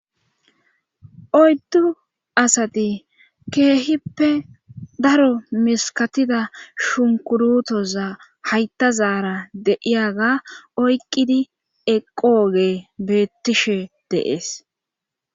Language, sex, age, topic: Gamo, female, 25-35, government